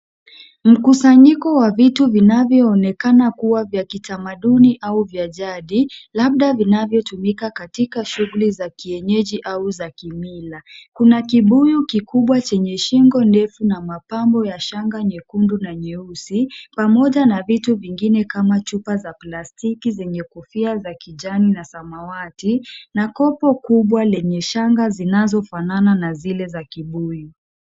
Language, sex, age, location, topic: Swahili, female, 25-35, Kisumu, health